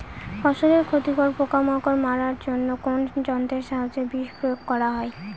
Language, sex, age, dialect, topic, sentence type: Bengali, female, 18-24, Northern/Varendri, agriculture, question